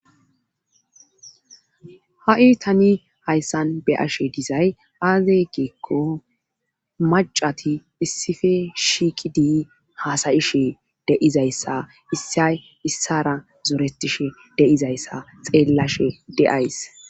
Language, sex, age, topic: Gamo, female, 25-35, government